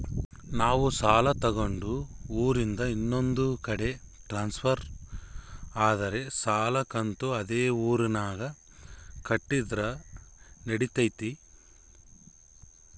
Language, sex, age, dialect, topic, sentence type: Kannada, male, 25-30, Central, banking, question